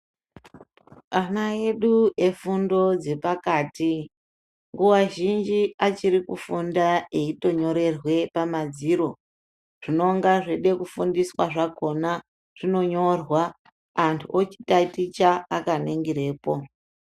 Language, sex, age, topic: Ndau, female, 36-49, education